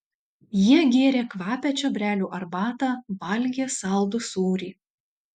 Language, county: Lithuanian, Šiauliai